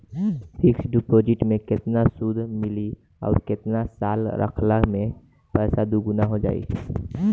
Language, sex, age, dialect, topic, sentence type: Bhojpuri, male, <18, Southern / Standard, banking, question